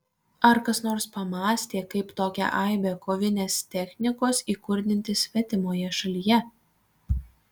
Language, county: Lithuanian, Kaunas